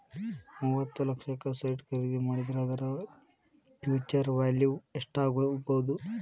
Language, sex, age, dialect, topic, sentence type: Kannada, male, 18-24, Dharwad Kannada, banking, statement